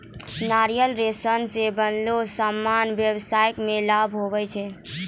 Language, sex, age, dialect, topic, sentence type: Maithili, female, 18-24, Angika, agriculture, statement